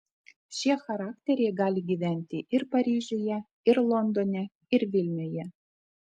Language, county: Lithuanian, Telšiai